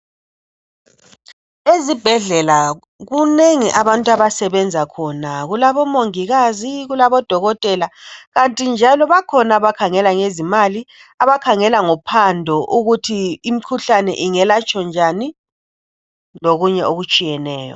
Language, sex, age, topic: North Ndebele, female, 36-49, health